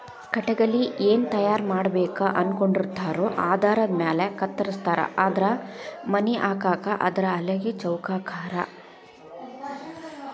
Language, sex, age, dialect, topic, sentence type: Kannada, female, 36-40, Dharwad Kannada, agriculture, statement